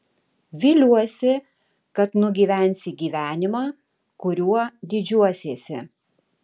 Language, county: Lithuanian, Tauragė